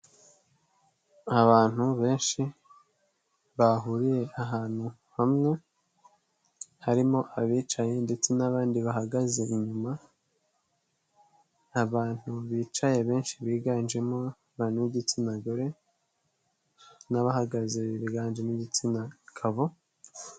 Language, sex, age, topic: Kinyarwanda, male, 18-24, government